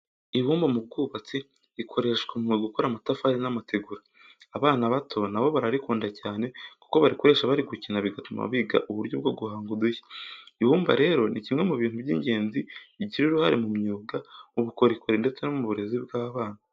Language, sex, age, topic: Kinyarwanda, male, 18-24, education